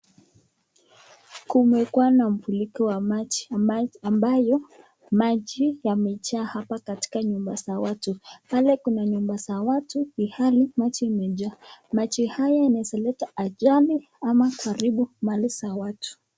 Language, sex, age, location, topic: Swahili, female, 18-24, Nakuru, health